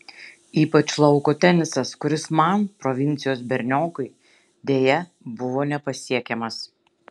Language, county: Lithuanian, Šiauliai